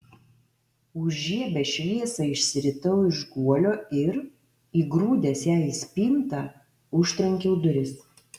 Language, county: Lithuanian, Alytus